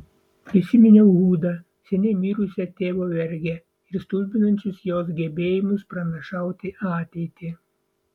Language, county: Lithuanian, Vilnius